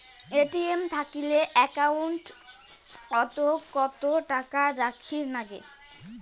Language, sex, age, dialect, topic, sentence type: Bengali, female, 18-24, Rajbangshi, banking, question